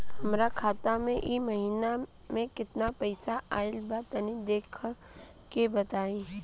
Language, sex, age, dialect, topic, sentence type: Bhojpuri, female, 25-30, Southern / Standard, banking, question